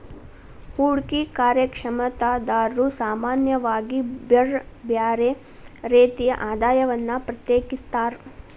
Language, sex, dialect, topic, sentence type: Kannada, female, Dharwad Kannada, banking, statement